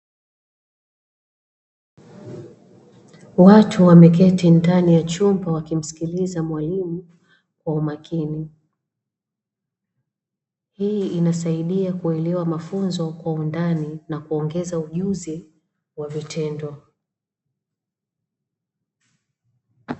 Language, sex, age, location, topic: Swahili, female, 25-35, Dar es Salaam, education